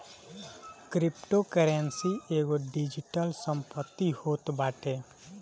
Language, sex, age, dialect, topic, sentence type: Bhojpuri, male, 18-24, Northern, banking, statement